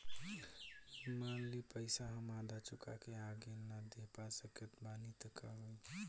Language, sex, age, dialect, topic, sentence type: Bhojpuri, male, 18-24, Southern / Standard, banking, question